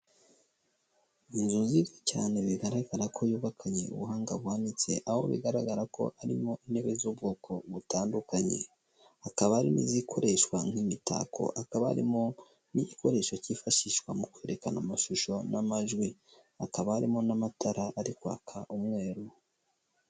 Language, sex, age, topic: Kinyarwanda, male, 25-35, health